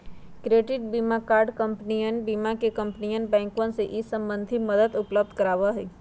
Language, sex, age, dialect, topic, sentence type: Magahi, female, 51-55, Western, banking, statement